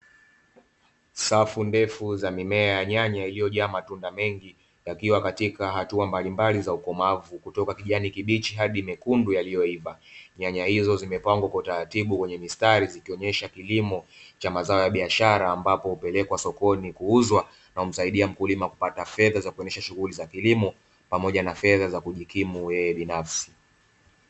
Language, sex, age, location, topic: Swahili, male, 18-24, Dar es Salaam, agriculture